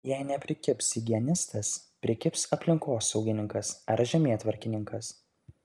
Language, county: Lithuanian, Kaunas